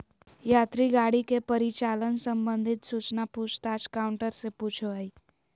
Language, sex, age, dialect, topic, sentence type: Magahi, female, 25-30, Southern, banking, statement